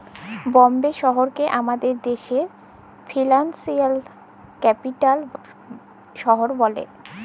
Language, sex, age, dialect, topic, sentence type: Bengali, female, 18-24, Jharkhandi, banking, statement